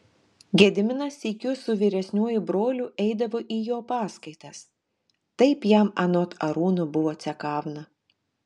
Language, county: Lithuanian, Telšiai